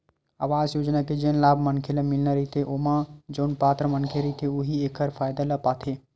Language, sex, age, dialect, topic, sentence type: Chhattisgarhi, male, 18-24, Western/Budati/Khatahi, banking, statement